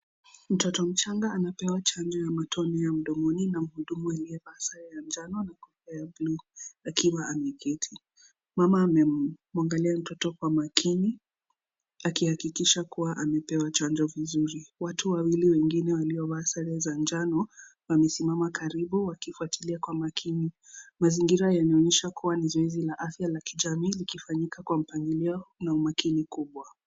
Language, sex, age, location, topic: Swahili, female, 18-24, Kisii, health